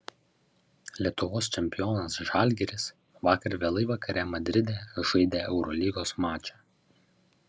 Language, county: Lithuanian, Vilnius